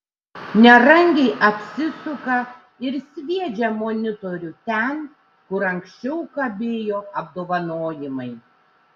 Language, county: Lithuanian, Šiauliai